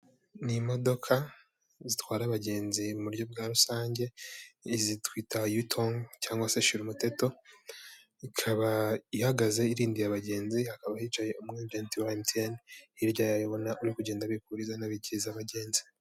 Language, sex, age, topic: Kinyarwanda, male, 18-24, government